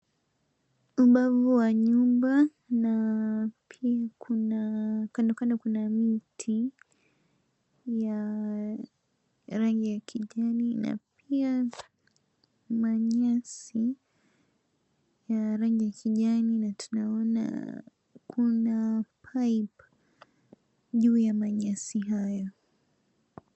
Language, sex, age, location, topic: Swahili, female, 18-24, Mombasa, education